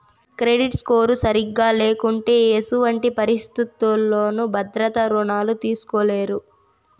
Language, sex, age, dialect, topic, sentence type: Telugu, female, 18-24, Southern, banking, statement